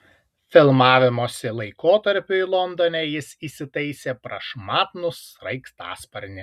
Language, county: Lithuanian, Kaunas